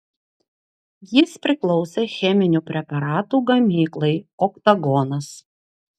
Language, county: Lithuanian, Klaipėda